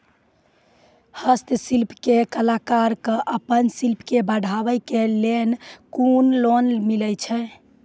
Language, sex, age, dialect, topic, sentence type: Maithili, female, 18-24, Angika, banking, question